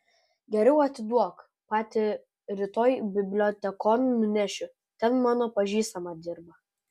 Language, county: Lithuanian, Kaunas